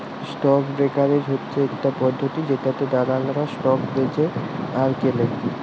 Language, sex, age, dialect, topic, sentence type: Bengali, male, 18-24, Jharkhandi, banking, statement